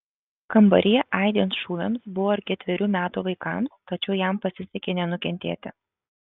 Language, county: Lithuanian, Kaunas